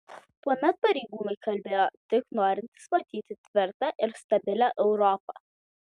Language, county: Lithuanian, Klaipėda